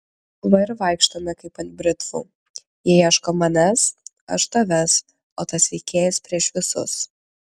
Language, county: Lithuanian, Klaipėda